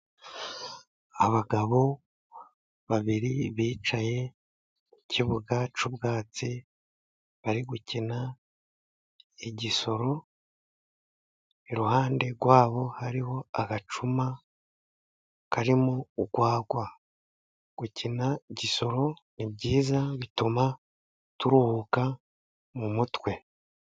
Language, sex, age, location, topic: Kinyarwanda, male, 36-49, Musanze, government